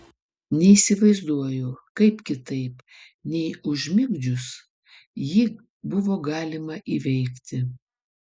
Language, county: Lithuanian, Vilnius